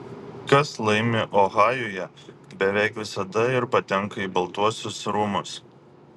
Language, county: Lithuanian, Šiauliai